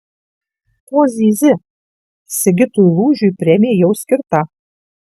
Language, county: Lithuanian, Kaunas